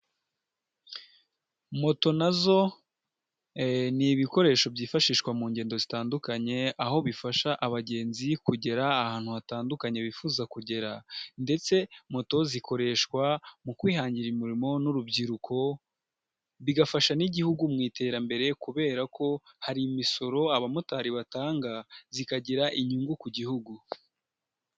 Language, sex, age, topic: Kinyarwanda, female, 18-24, government